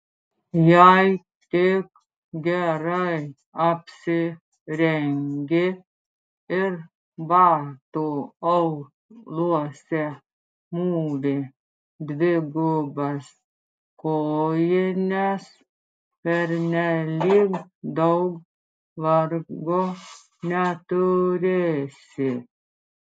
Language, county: Lithuanian, Klaipėda